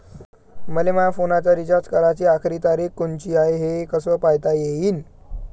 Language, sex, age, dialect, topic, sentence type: Marathi, male, 18-24, Varhadi, banking, question